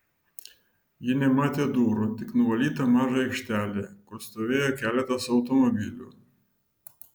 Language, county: Lithuanian, Vilnius